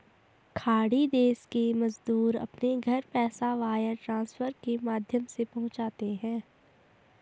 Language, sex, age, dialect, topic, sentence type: Hindi, female, 18-24, Garhwali, banking, statement